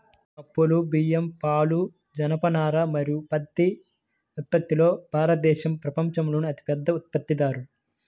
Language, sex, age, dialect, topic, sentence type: Telugu, male, 18-24, Central/Coastal, agriculture, statement